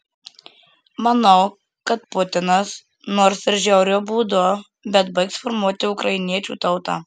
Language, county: Lithuanian, Marijampolė